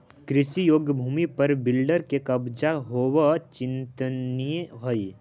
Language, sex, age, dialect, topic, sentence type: Magahi, male, 18-24, Central/Standard, agriculture, statement